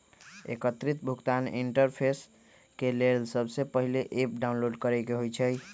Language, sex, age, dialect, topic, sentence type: Magahi, male, 31-35, Western, banking, statement